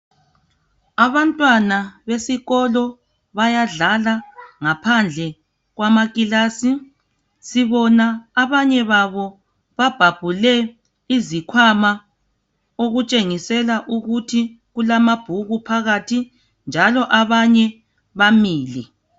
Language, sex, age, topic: North Ndebele, female, 36-49, education